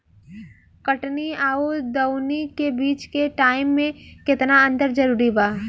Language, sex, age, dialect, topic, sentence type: Bhojpuri, female, 18-24, Southern / Standard, agriculture, question